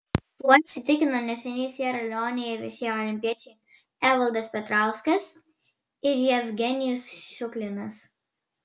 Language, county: Lithuanian, Vilnius